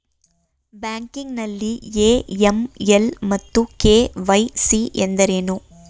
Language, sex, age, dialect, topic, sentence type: Kannada, female, 25-30, Mysore Kannada, banking, question